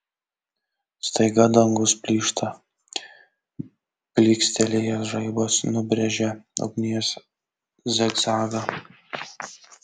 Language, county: Lithuanian, Kaunas